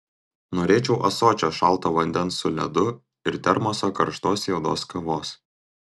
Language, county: Lithuanian, Tauragė